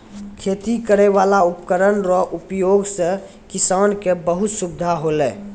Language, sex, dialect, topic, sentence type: Maithili, male, Angika, agriculture, statement